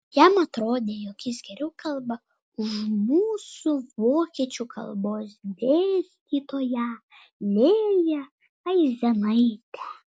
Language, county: Lithuanian, Vilnius